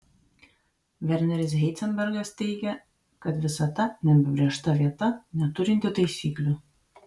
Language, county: Lithuanian, Vilnius